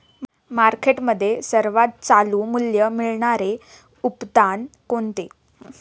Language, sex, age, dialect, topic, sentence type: Marathi, female, 18-24, Standard Marathi, agriculture, question